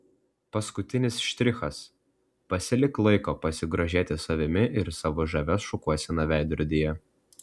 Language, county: Lithuanian, Klaipėda